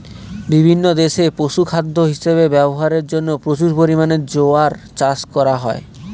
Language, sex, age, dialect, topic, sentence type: Bengali, male, 18-24, Northern/Varendri, agriculture, statement